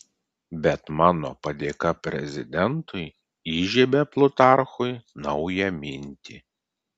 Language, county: Lithuanian, Klaipėda